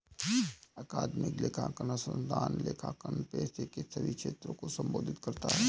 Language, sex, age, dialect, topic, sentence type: Hindi, male, 18-24, Awadhi Bundeli, banking, statement